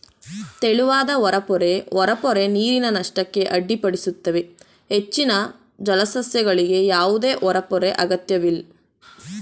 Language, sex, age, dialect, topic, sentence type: Kannada, female, 18-24, Mysore Kannada, agriculture, statement